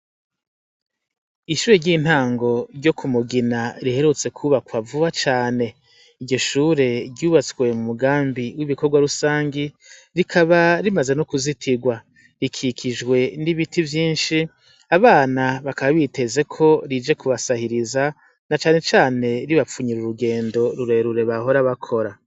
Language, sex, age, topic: Rundi, male, 50+, education